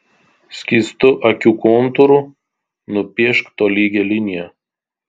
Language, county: Lithuanian, Tauragė